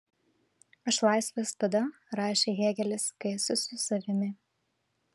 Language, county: Lithuanian, Šiauliai